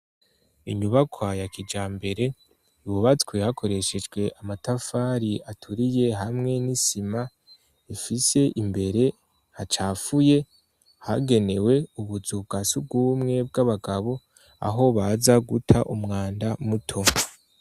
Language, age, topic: Rundi, 18-24, education